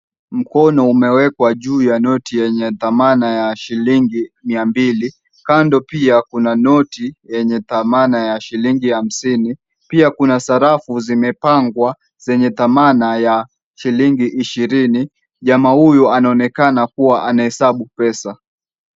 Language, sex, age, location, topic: Swahili, male, 18-24, Kisumu, finance